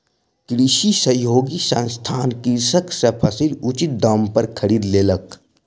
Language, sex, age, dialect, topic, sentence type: Maithili, male, 60-100, Southern/Standard, agriculture, statement